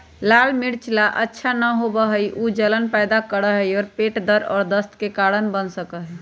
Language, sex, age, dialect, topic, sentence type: Magahi, male, 25-30, Western, agriculture, statement